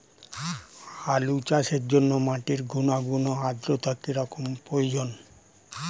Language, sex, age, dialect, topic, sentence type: Bengali, male, 60-100, Standard Colloquial, agriculture, question